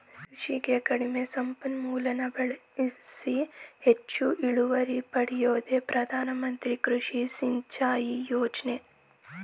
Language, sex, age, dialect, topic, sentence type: Kannada, male, 18-24, Mysore Kannada, agriculture, statement